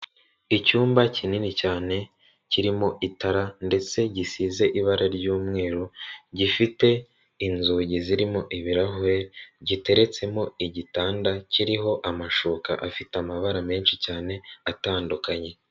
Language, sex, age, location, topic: Kinyarwanda, male, 36-49, Kigali, finance